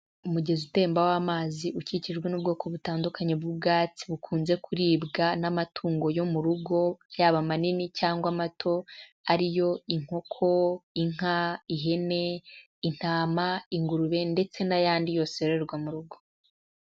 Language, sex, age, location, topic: Kinyarwanda, female, 18-24, Huye, agriculture